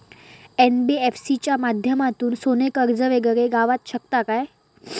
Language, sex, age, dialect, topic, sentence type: Marathi, female, 18-24, Southern Konkan, banking, question